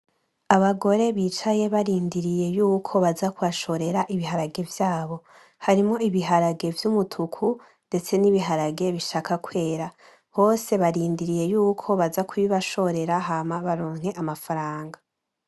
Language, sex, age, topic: Rundi, female, 18-24, agriculture